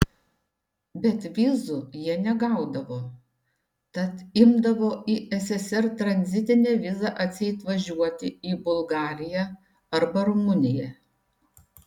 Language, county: Lithuanian, Šiauliai